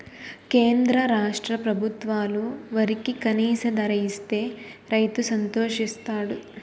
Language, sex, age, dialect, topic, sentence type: Telugu, female, 18-24, Utterandhra, agriculture, statement